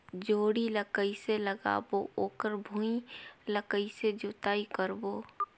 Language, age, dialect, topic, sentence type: Chhattisgarhi, 18-24, Northern/Bhandar, agriculture, question